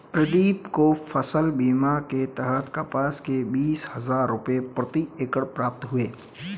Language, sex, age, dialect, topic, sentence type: Hindi, male, 18-24, Marwari Dhudhari, banking, statement